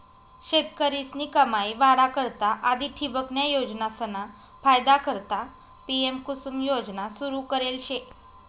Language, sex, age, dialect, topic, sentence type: Marathi, female, 25-30, Northern Konkan, agriculture, statement